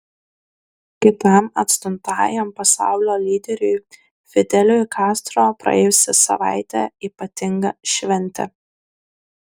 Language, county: Lithuanian, Klaipėda